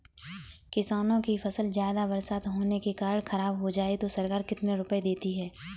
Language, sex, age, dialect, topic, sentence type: Hindi, female, 18-24, Kanauji Braj Bhasha, agriculture, question